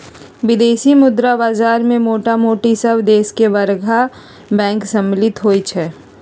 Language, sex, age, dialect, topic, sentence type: Magahi, female, 51-55, Western, banking, statement